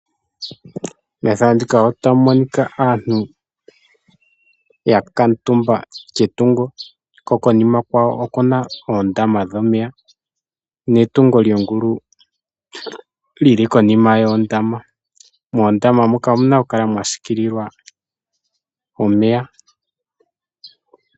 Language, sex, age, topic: Oshiwambo, male, 18-24, agriculture